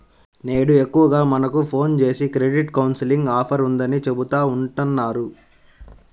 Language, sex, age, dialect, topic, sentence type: Telugu, male, 25-30, Central/Coastal, banking, statement